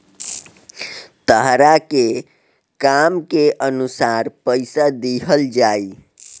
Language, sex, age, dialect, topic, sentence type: Bhojpuri, male, 18-24, Southern / Standard, banking, statement